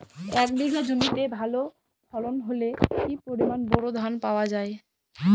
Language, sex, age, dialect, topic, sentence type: Bengali, female, 18-24, Northern/Varendri, agriculture, question